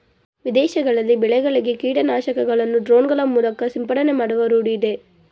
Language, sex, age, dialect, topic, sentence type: Kannada, female, 18-24, Mysore Kannada, agriculture, statement